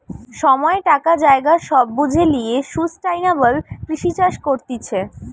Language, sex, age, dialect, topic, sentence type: Bengali, female, 18-24, Western, agriculture, statement